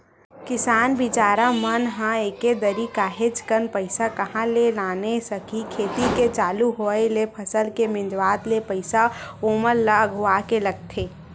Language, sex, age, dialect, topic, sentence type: Chhattisgarhi, female, 18-24, Western/Budati/Khatahi, banking, statement